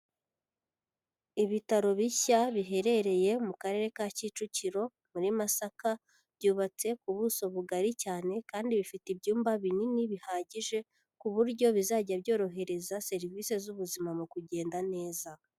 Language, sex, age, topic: Kinyarwanda, female, 18-24, health